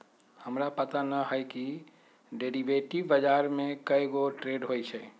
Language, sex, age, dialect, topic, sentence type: Magahi, male, 46-50, Western, banking, statement